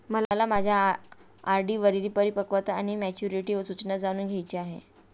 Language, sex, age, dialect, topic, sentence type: Marathi, female, 31-35, Standard Marathi, banking, statement